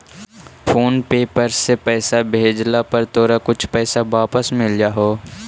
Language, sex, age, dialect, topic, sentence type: Magahi, male, 18-24, Central/Standard, banking, statement